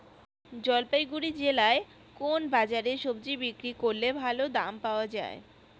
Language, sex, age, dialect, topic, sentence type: Bengali, female, 18-24, Rajbangshi, agriculture, question